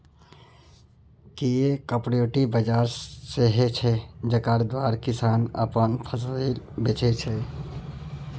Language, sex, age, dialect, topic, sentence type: Maithili, male, 31-35, Bajjika, agriculture, statement